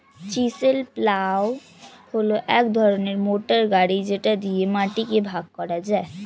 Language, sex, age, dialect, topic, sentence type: Bengali, female, 60-100, Standard Colloquial, agriculture, statement